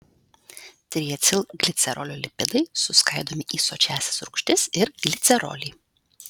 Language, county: Lithuanian, Vilnius